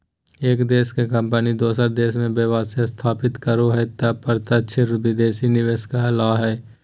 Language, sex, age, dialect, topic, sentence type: Magahi, male, 18-24, Southern, banking, statement